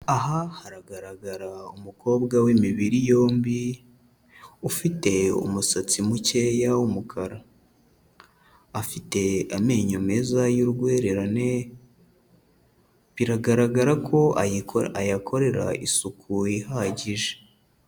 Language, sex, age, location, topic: Kinyarwanda, male, 18-24, Kigali, health